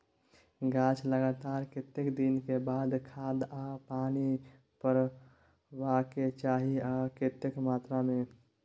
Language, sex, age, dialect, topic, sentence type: Maithili, male, 51-55, Bajjika, agriculture, question